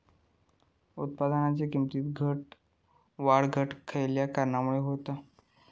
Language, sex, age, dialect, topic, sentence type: Marathi, male, 18-24, Southern Konkan, agriculture, question